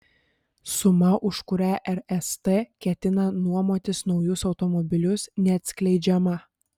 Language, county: Lithuanian, Panevėžys